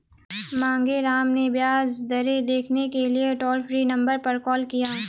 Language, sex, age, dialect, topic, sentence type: Hindi, female, 18-24, Awadhi Bundeli, banking, statement